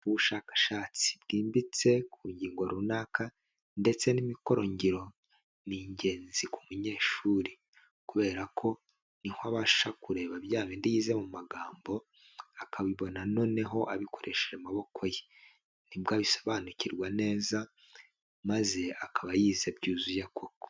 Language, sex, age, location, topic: Kinyarwanda, male, 25-35, Huye, education